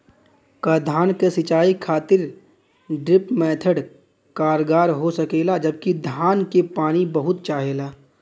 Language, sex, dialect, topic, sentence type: Bhojpuri, male, Western, agriculture, question